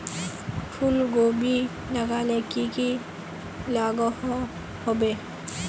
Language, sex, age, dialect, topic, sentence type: Magahi, female, 18-24, Northeastern/Surjapuri, agriculture, question